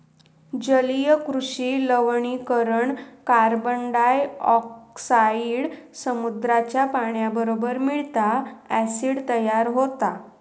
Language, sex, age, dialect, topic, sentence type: Marathi, female, 51-55, Southern Konkan, agriculture, statement